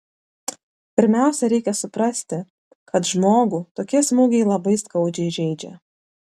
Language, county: Lithuanian, Vilnius